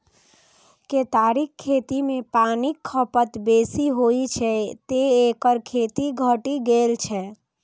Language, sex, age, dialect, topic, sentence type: Maithili, female, 18-24, Eastern / Thethi, agriculture, statement